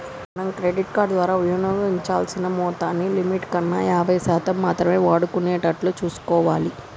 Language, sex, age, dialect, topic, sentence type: Telugu, female, 25-30, Telangana, banking, statement